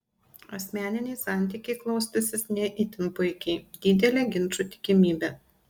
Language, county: Lithuanian, Panevėžys